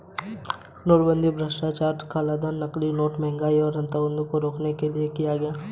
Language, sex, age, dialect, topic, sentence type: Hindi, male, 18-24, Hindustani Malvi Khadi Boli, banking, statement